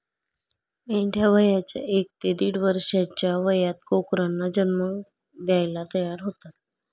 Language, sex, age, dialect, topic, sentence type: Marathi, female, 25-30, Standard Marathi, agriculture, statement